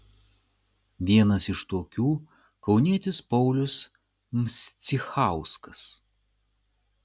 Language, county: Lithuanian, Klaipėda